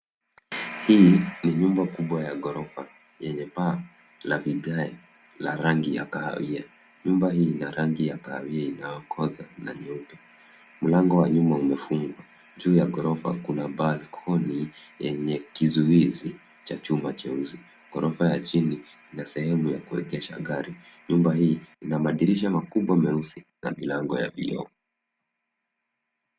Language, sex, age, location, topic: Swahili, male, 25-35, Nairobi, finance